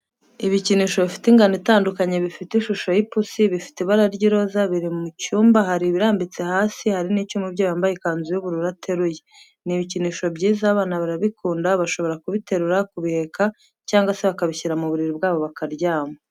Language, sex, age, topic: Kinyarwanda, female, 25-35, education